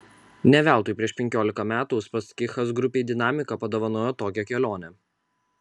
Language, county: Lithuanian, Kaunas